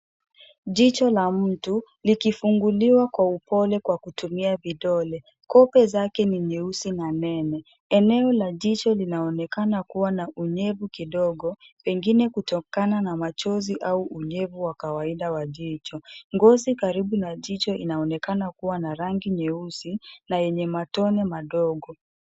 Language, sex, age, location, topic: Swahili, female, 25-35, Nairobi, health